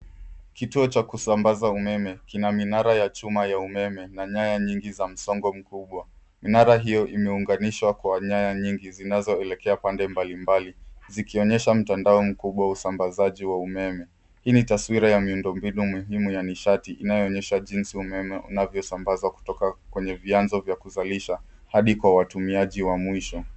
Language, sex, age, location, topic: Swahili, male, 18-24, Nairobi, government